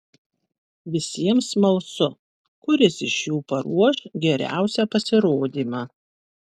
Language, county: Lithuanian, Vilnius